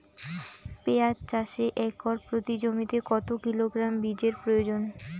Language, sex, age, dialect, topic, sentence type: Bengali, female, 18-24, Rajbangshi, agriculture, question